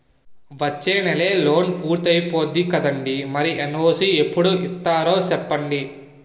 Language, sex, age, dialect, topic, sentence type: Telugu, male, 18-24, Utterandhra, banking, statement